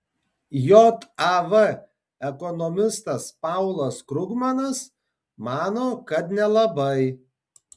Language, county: Lithuanian, Tauragė